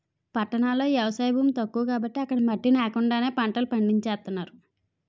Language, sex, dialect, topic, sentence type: Telugu, female, Utterandhra, agriculture, statement